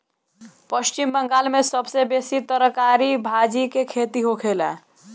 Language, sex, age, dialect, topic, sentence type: Bhojpuri, male, 18-24, Northern, agriculture, statement